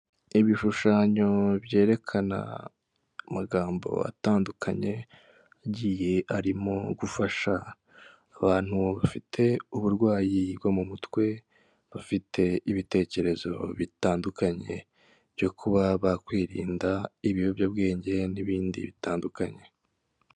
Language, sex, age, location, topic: Kinyarwanda, male, 18-24, Kigali, health